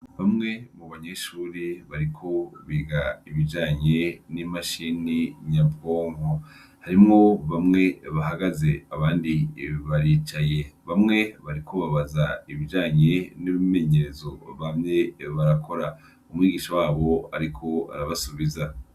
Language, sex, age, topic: Rundi, male, 25-35, education